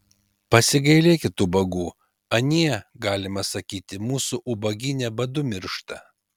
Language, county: Lithuanian, Kaunas